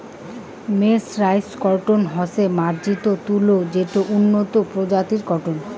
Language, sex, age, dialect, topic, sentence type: Bengali, female, 25-30, Rajbangshi, agriculture, statement